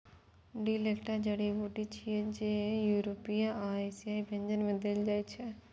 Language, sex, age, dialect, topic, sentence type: Maithili, female, 41-45, Eastern / Thethi, agriculture, statement